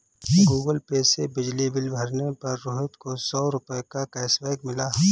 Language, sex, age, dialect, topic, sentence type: Hindi, male, 25-30, Awadhi Bundeli, banking, statement